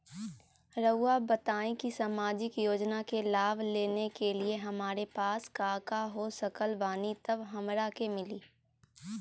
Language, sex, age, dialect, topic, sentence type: Magahi, female, 18-24, Southern, banking, question